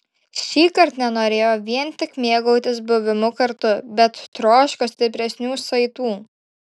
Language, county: Lithuanian, Šiauliai